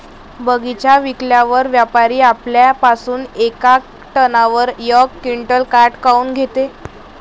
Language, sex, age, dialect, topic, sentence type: Marathi, female, 25-30, Varhadi, agriculture, question